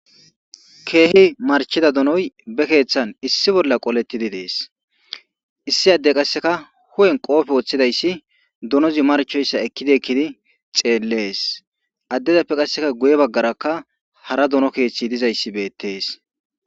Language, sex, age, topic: Gamo, male, 18-24, agriculture